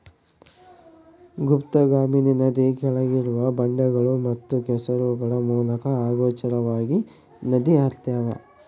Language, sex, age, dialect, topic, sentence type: Kannada, male, 25-30, Central, agriculture, statement